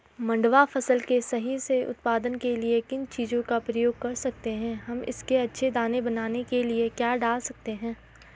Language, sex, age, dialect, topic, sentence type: Hindi, female, 18-24, Garhwali, agriculture, question